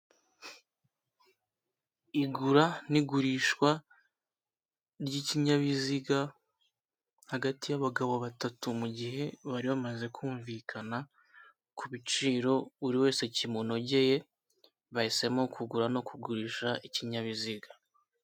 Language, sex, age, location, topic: Kinyarwanda, male, 18-24, Kigali, finance